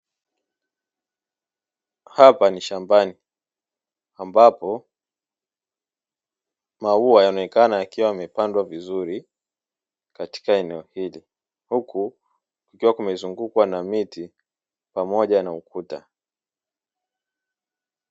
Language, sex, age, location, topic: Swahili, male, 25-35, Dar es Salaam, agriculture